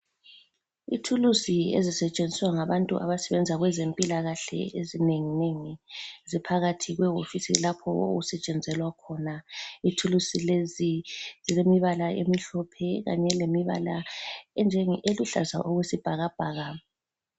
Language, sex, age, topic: North Ndebele, female, 36-49, health